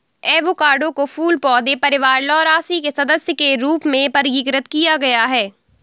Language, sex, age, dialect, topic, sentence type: Hindi, female, 60-100, Awadhi Bundeli, agriculture, statement